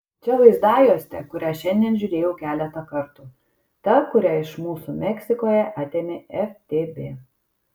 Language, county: Lithuanian, Kaunas